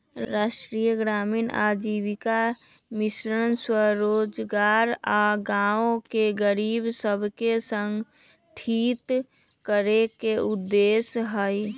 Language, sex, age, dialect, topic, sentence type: Magahi, male, 36-40, Western, banking, statement